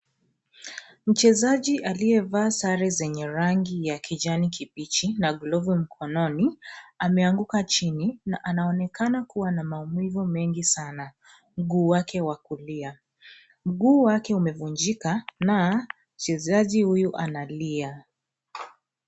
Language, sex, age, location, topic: Swahili, female, 25-35, Nairobi, health